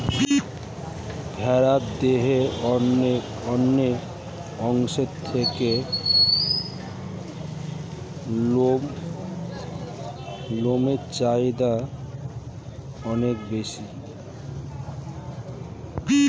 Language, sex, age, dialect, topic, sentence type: Bengali, male, 41-45, Standard Colloquial, agriculture, statement